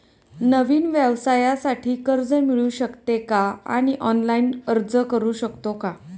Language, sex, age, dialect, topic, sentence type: Marathi, female, 36-40, Standard Marathi, banking, question